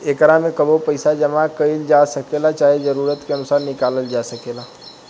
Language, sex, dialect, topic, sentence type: Bhojpuri, male, Southern / Standard, banking, statement